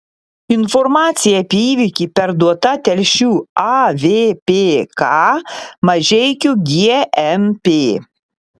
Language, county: Lithuanian, Panevėžys